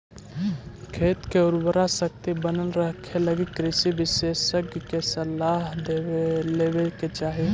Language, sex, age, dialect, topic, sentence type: Magahi, male, 18-24, Central/Standard, banking, statement